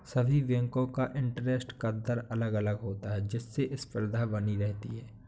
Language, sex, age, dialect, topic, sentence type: Hindi, male, 25-30, Awadhi Bundeli, banking, statement